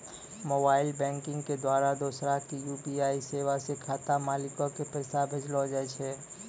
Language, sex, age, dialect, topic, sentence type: Maithili, male, 25-30, Angika, banking, statement